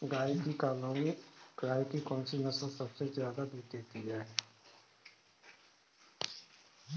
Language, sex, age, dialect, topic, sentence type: Hindi, male, 36-40, Kanauji Braj Bhasha, agriculture, question